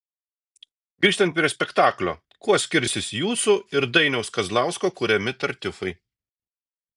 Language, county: Lithuanian, Šiauliai